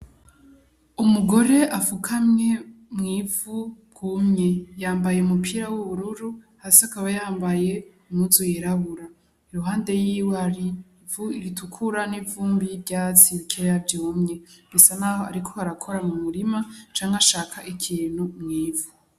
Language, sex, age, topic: Rundi, female, 18-24, agriculture